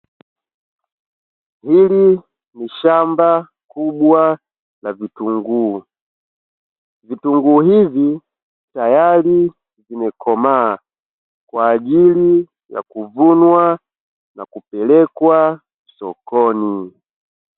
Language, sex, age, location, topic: Swahili, male, 25-35, Dar es Salaam, agriculture